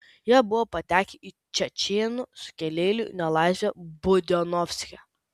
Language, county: Lithuanian, Kaunas